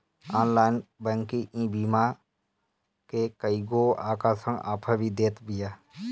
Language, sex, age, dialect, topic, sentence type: Bhojpuri, male, 31-35, Northern, banking, statement